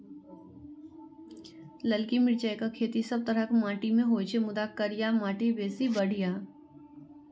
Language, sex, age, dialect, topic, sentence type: Maithili, female, 46-50, Eastern / Thethi, agriculture, statement